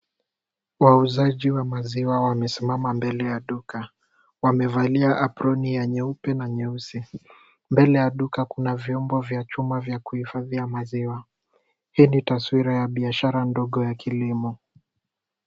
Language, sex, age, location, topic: Swahili, male, 18-24, Kisumu, agriculture